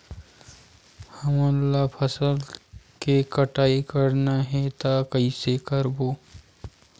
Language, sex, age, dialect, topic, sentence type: Chhattisgarhi, male, 41-45, Western/Budati/Khatahi, agriculture, question